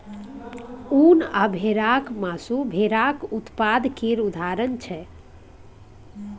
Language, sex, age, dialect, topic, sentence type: Maithili, female, 18-24, Bajjika, agriculture, statement